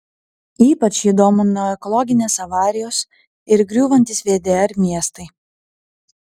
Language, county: Lithuanian, Panevėžys